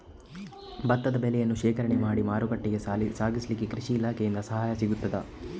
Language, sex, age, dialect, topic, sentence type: Kannada, male, 18-24, Coastal/Dakshin, agriculture, question